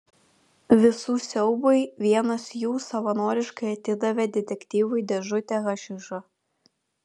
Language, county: Lithuanian, Vilnius